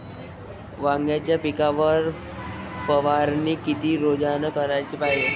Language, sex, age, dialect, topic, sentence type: Marathi, male, 18-24, Varhadi, agriculture, question